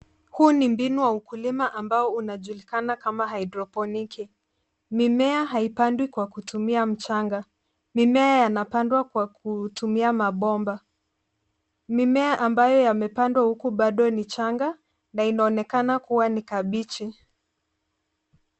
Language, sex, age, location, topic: Swahili, female, 25-35, Nairobi, agriculture